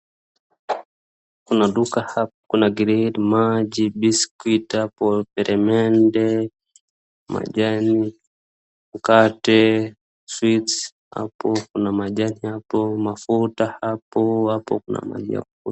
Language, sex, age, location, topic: Swahili, male, 25-35, Wajir, finance